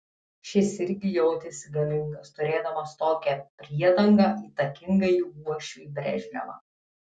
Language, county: Lithuanian, Tauragė